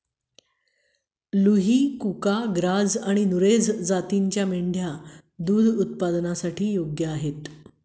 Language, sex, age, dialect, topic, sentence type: Marathi, female, 51-55, Standard Marathi, agriculture, statement